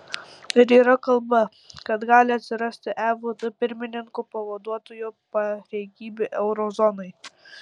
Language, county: Lithuanian, Tauragė